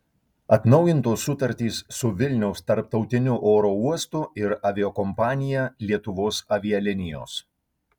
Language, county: Lithuanian, Kaunas